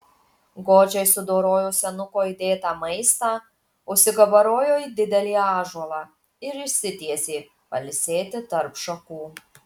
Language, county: Lithuanian, Marijampolė